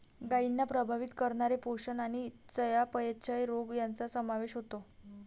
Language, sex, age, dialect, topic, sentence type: Marathi, female, 18-24, Varhadi, agriculture, statement